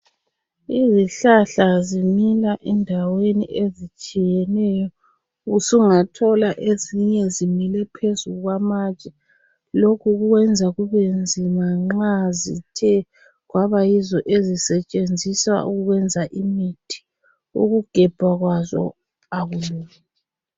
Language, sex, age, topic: North Ndebele, female, 36-49, health